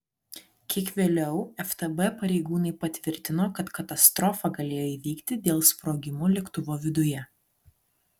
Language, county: Lithuanian, Alytus